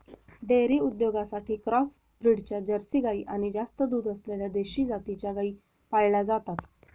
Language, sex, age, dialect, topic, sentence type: Marathi, female, 31-35, Standard Marathi, agriculture, statement